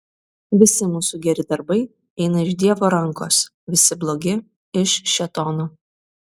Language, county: Lithuanian, Vilnius